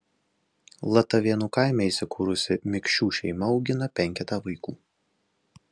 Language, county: Lithuanian, Alytus